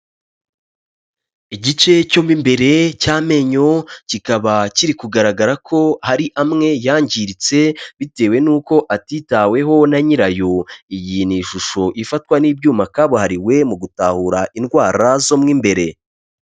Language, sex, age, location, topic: Kinyarwanda, male, 25-35, Kigali, health